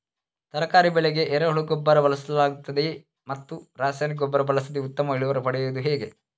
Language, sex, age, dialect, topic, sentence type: Kannada, male, 36-40, Coastal/Dakshin, agriculture, question